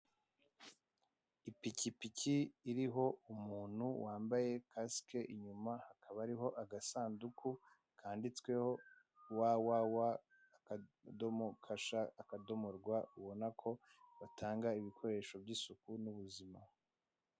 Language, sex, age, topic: Kinyarwanda, male, 25-35, finance